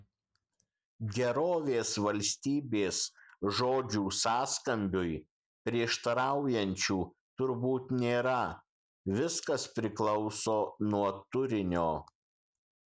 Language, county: Lithuanian, Kaunas